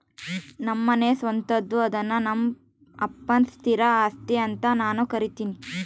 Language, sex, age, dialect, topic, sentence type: Kannada, female, 25-30, Central, banking, statement